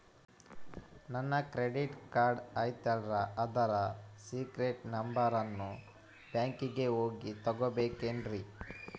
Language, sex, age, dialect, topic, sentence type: Kannada, male, 25-30, Central, banking, question